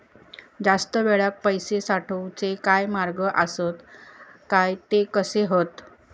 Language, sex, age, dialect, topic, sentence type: Marathi, female, 31-35, Southern Konkan, banking, question